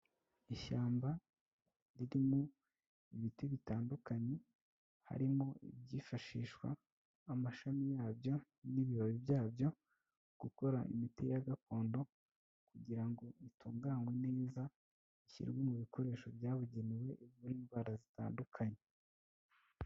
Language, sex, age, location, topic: Kinyarwanda, male, 25-35, Kigali, health